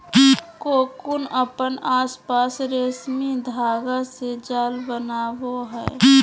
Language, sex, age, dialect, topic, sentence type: Magahi, female, 31-35, Southern, agriculture, statement